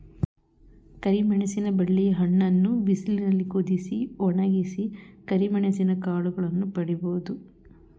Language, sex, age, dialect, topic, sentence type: Kannada, female, 31-35, Mysore Kannada, agriculture, statement